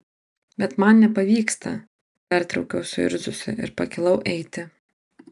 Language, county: Lithuanian, Marijampolė